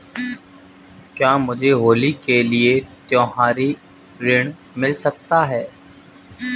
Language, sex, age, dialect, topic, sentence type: Hindi, male, 25-30, Marwari Dhudhari, banking, question